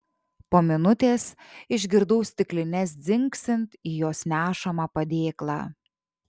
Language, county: Lithuanian, Šiauliai